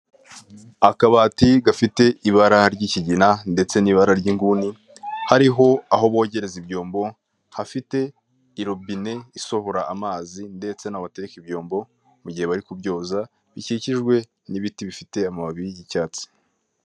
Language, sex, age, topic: Kinyarwanda, male, 18-24, finance